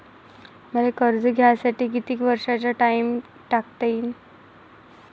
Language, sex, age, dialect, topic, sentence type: Marathi, female, 18-24, Varhadi, banking, question